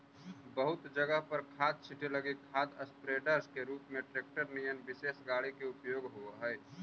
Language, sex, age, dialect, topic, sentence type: Magahi, male, 18-24, Central/Standard, banking, statement